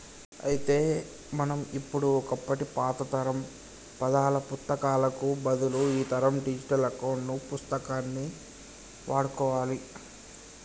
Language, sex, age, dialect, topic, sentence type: Telugu, male, 18-24, Telangana, banking, statement